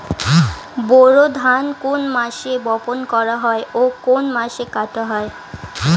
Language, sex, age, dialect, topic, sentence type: Bengali, female, 18-24, Standard Colloquial, agriculture, question